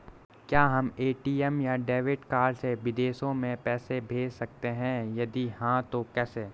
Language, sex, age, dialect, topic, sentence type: Hindi, male, 18-24, Garhwali, banking, question